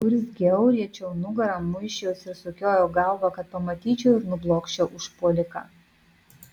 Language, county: Lithuanian, Vilnius